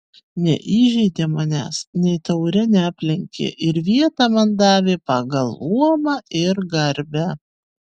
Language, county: Lithuanian, Vilnius